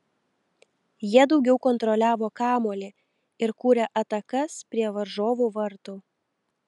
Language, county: Lithuanian, Telšiai